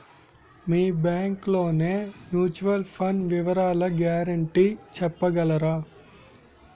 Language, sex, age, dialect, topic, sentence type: Telugu, male, 18-24, Utterandhra, banking, question